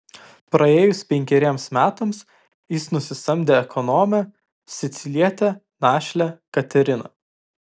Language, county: Lithuanian, Vilnius